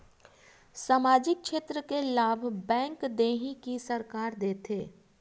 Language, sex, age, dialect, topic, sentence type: Chhattisgarhi, female, 36-40, Western/Budati/Khatahi, banking, question